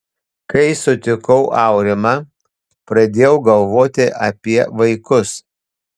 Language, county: Lithuanian, Panevėžys